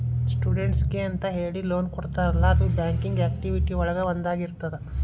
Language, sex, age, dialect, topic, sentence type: Kannada, male, 31-35, Dharwad Kannada, banking, statement